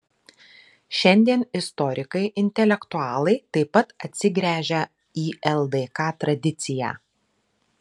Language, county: Lithuanian, Marijampolė